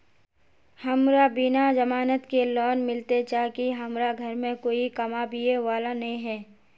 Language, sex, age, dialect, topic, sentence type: Magahi, female, 18-24, Northeastern/Surjapuri, banking, question